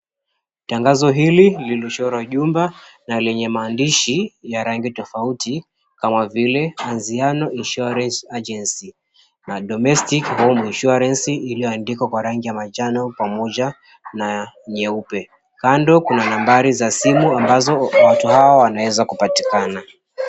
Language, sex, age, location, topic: Swahili, male, 25-35, Mombasa, finance